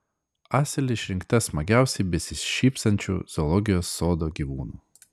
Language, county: Lithuanian, Klaipėda